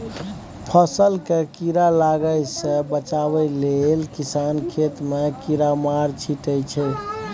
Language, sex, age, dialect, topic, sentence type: Maithili, male, 31-35, Bajjika, agriculture, statement